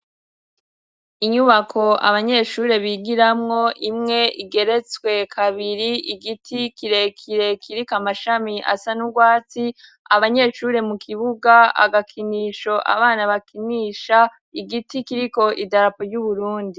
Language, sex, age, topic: Rundi, female, 18-24, education